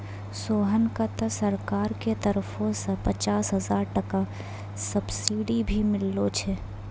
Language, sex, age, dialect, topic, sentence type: Maithili, female, 41-45, Angika, agriculture, statement